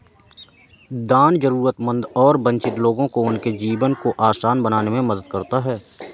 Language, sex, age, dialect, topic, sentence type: Hindi, male, 18-24, Awadhi Bundeli, banking, statement